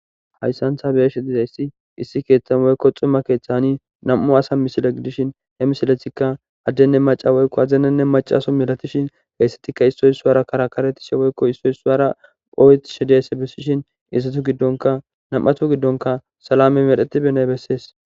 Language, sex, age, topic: Gamo, male, 18-24, government